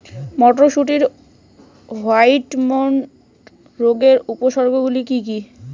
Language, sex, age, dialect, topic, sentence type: Bengali, female, 18-24, Rajbangshi, agriculture, question